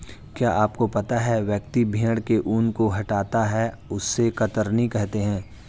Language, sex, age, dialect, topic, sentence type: Hindi, male, 46-50, Hindustani Malvi Khadi Boli, agriculture, statement